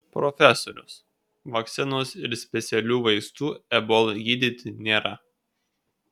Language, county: Lithuanian, Kaunas